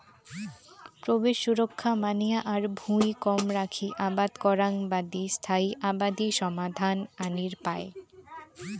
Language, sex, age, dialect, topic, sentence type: Bengali, female, 18-24, Rajbangshi, agriculture, statement